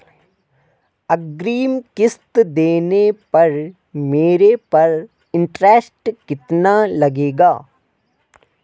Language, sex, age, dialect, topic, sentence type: Hindi, male, 18-24, Garhwali, banking, question